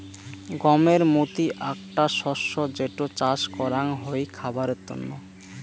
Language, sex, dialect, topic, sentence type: Bengali, male, Rajbangshi, agriculture, statement